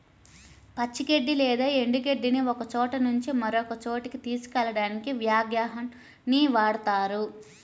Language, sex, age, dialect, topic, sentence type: Telugu, female, 31-35, Central/Coastal, agriculture, statement